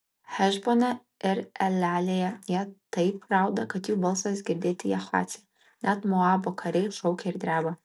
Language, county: Lithuanian, Kaunas